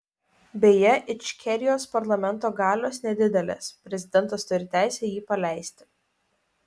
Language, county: Lithuanian, Kaunas